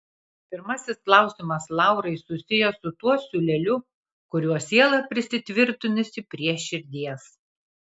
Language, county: Lithuanian, Kaunas